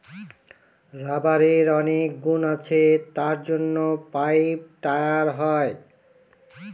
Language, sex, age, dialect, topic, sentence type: Bengali, male, 46-50, Northern/Varendri, agriculture, statement